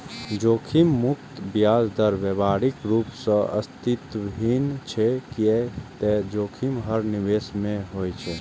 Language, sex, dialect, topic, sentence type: Maithili, male, Eastern / Thethi, banking, statement